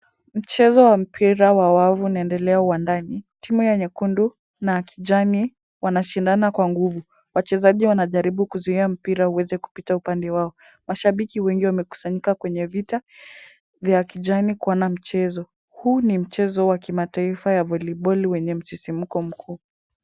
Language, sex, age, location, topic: Swahili, female, 18-24, Kisumu, government